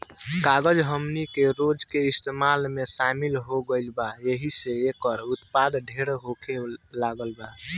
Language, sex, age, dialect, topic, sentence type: Bhojpuri, male, 18-24, Southern / Standard, agriculture, statement